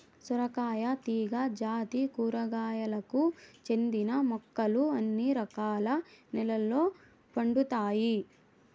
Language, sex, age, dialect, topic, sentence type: Telugu, male, 18-24, Southern, agriculture, statement